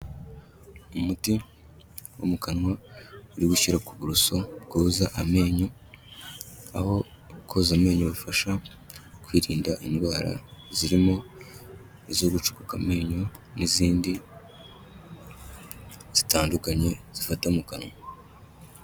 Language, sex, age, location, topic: Kinyarwanda, male, 18-24, Kigali, health